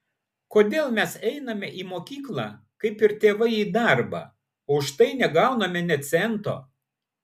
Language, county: Lithuanian, Vilnius